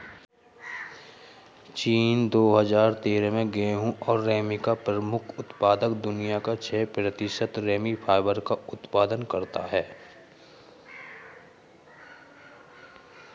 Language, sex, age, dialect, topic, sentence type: Hindi, male, 18-24, Hindustani Malvi Khadi Boli, agriculture, statement